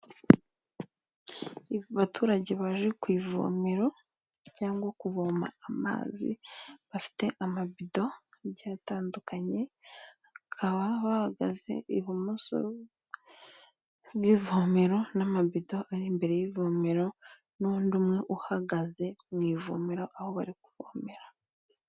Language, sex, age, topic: Kinyarwanda, female, 25-35, health